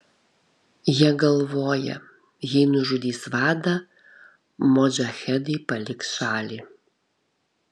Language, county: Lithuanian, Kaunas